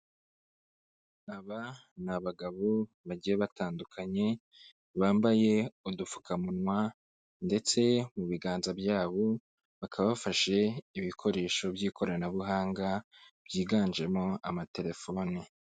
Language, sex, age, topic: Kinyarwanda, male, 25-35, government